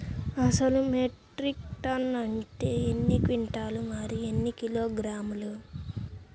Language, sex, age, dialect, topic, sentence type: Telugu, male, 18-24, Central/Coastal, agriculture, question